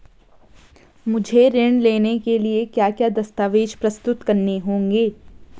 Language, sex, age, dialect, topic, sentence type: Hindi, female, 18-24, Garhwali, banking, question